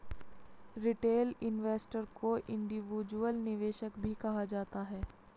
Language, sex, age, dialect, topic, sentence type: Hindi, female, 60-100, Marwari Dhudhari, banking, statement